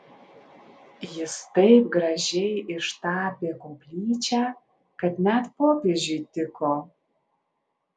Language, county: Lithuanian, Alytus